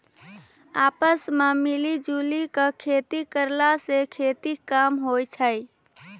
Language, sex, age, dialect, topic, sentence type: Maithili, female, 18-24, Angika, agriculture, statement